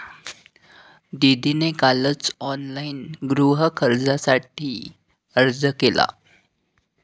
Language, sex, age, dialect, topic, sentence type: Marathi, male, 60-100, Northern Konkan, banking, statement